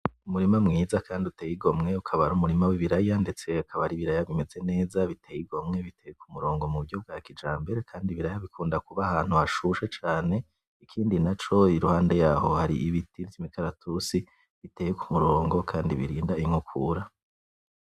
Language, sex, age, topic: Rundi, male, 25-35, agriculture